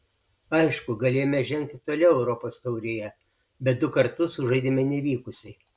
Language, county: Lithuanian, Alytus